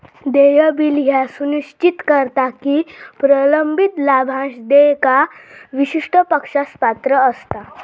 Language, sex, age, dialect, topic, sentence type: Marathi, female, 36-40, Southern Konkan, banking, statement